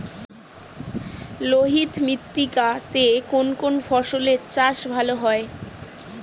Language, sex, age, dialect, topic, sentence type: Bengali, female, 18-24, Standard Colloquial, agriculture, question